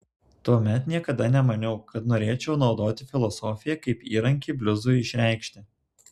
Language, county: Lithuanian, Telšiai